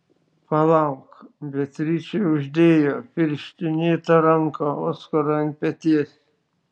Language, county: Lithuanian, Šiauliai